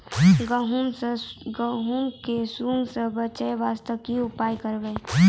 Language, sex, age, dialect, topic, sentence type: Maithili, female, 18-24, Angika, agriculture, question